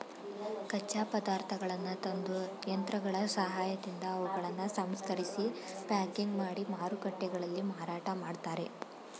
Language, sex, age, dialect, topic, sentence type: Kannada, female, 18-24, Mysore Kannada, agriculture, statement